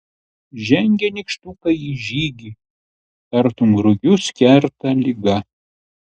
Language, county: Lithuanian, Klaipėda